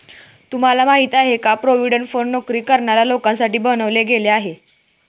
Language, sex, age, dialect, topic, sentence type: Marathi, female, 31-35, Northern Konkan, banking, statement